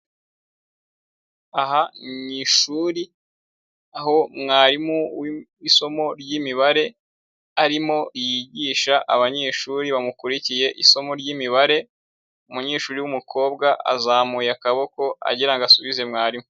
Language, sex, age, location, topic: Kinyarwanda, male, 18-24, Nyagatare, education